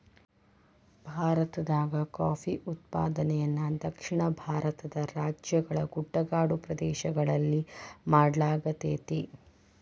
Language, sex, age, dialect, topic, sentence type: Kannada, female, 25-30, Dharwad Kannada, agriculture, statement